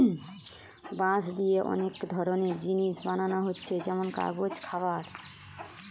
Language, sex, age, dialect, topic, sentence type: Bengali, female, 25-30, Western, agriculture, statement